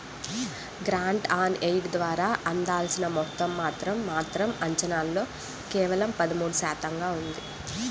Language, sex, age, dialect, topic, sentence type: Telugu, female, 18-24, Central/Coastal, banking, statement